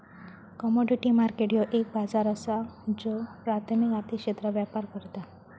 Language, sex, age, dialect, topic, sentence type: Marathi, female, 36-40, Southern Konkan, banking, statement